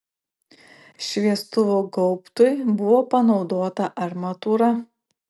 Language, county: Lithuanian, Klaipėda